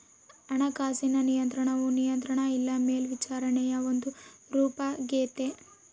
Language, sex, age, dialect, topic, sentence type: Kannada, female, 18-24, Central, banking, statement